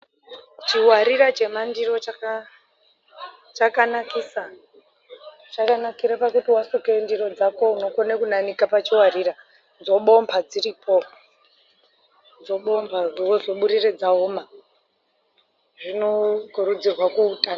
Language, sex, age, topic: Ndau, female, 18-24, health